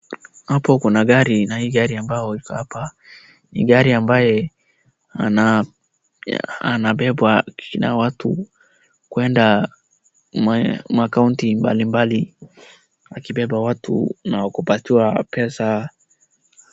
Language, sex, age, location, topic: Swahili, male, 18-24, Wajir, finance